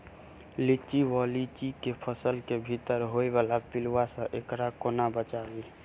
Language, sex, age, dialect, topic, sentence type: Maithili, male, 18-24, Southern/Standard, agriculture, question